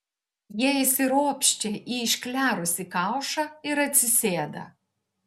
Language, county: Lithuanian, Šiauliai